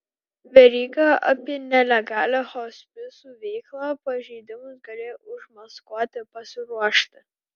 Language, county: Lithuanian, Kaunas